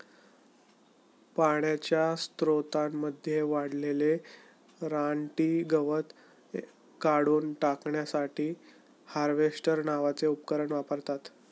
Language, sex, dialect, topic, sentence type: Marathi, male, Standard Marathi, agriculture, statement